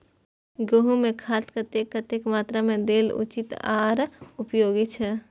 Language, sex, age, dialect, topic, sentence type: Maithili, female, 18-24, Eastern / Thethi, agriculture, question